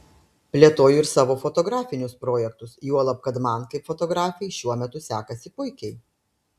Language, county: Lithuanian, Klaipėda